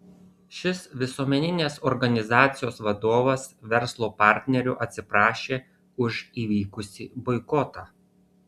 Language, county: Lithuanian, Kaunas